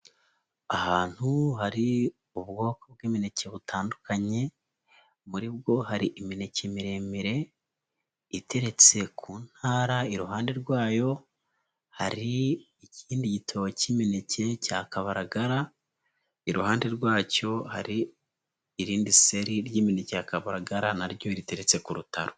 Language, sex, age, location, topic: Kinyarwanda, female, 25-35, Huye, agriculture